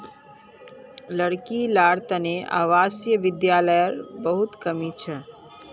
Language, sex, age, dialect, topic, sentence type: Magahi, female, 18-24, Northeastern/Surjapuri, banking, statement